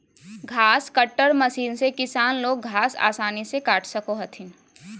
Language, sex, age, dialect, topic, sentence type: Magahi, female, 18-24, Southern, agriculture, statement